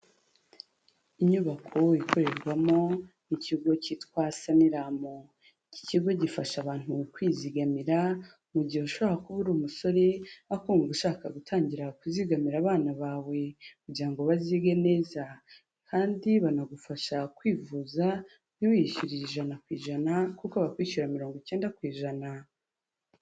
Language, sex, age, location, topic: Kinyarwanda, female, 18-24, Huye, finance